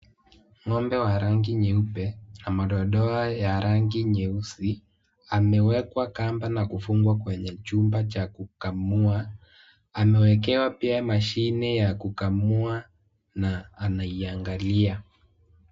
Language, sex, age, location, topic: Swahili, male, 18-24, Wajir, agriculture